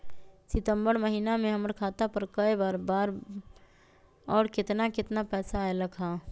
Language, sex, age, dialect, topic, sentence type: Magahi, female, 25-30, Western, banking, question